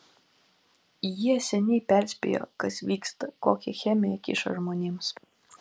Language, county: Lithuanian, Vilnius